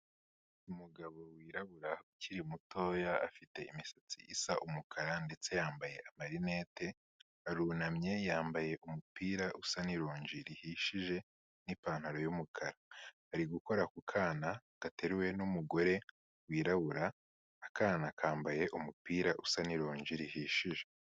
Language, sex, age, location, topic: Kinyarwanda, male, 18-24, Kigali, health